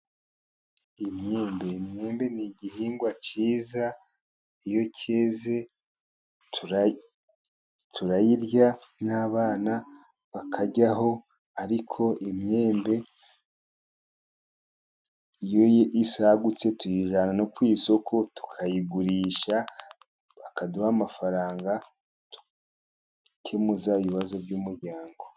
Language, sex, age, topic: Kinyarwanda, male, 50+, agriculture